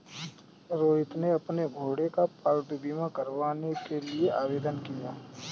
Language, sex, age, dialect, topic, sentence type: Hindi, male, 25-30, Kanauji Braj Bhasha, banking, statement